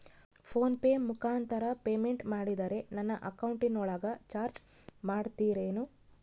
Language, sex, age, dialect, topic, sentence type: Kannada, female, 25-30, Central, banking, question